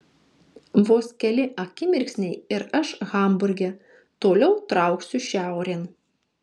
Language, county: Lithuanian, Marijampolė